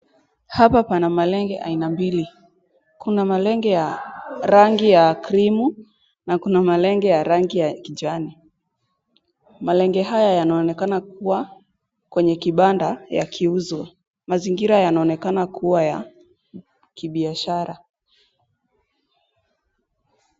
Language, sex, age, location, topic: Swahili, female, 18-24, Nakuru, finance